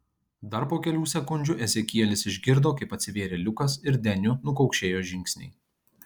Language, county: Lithuanian, Kaunas